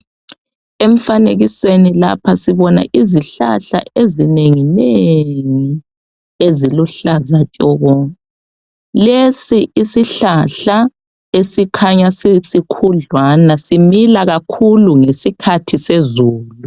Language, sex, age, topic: North Ndebele, male, 36-49, health